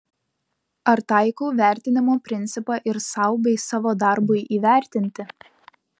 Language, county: Lithuanian, Utena